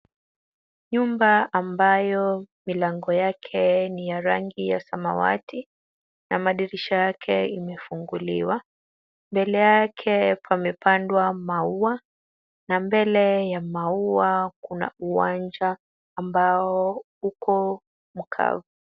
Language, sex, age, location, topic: Swahili, female, 25-35, Kisumu, education